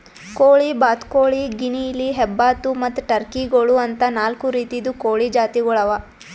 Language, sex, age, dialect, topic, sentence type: Kannada, female, 18-24, Northeastern, agriculture, statement